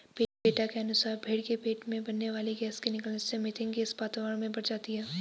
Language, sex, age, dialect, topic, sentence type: Hindi, female, 18-24, Garhwali, agriculture, statement